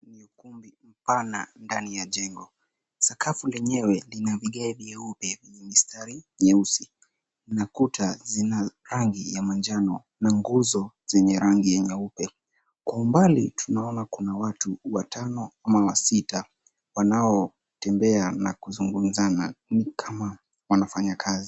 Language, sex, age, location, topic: Swahili, male, 18-24, Nairobi, education